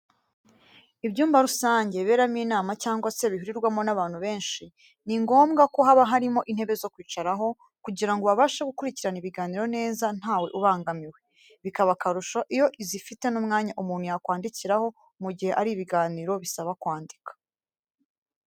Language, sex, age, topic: Kinyarwanda, female, 18-24, education